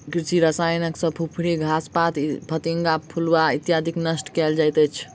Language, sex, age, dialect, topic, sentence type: Maithili, male, 18-24, Southern/Standard, agriculture, statement